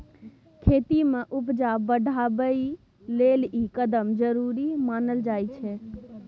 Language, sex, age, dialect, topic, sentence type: Maithili, female, 18-24, Bajjika, agriculture, statement